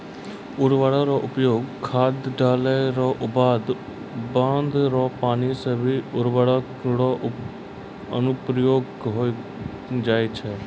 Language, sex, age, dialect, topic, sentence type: Maithili, male, 25-30, Angika, agriculture, statement